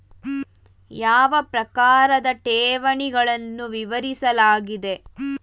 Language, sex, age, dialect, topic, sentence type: Kannada, female, 18-24, Mysore Kannada, banking, question